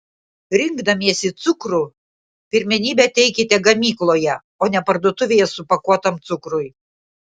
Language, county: Lithuanian, Klaipėda